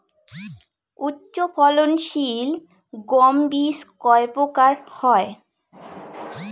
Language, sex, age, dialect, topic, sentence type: Bengali, female, 25-30, Rajbangshi, agriculture, question